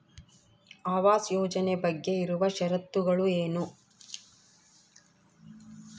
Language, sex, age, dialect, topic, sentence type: Kannada, female, 31-35, Central, banking, question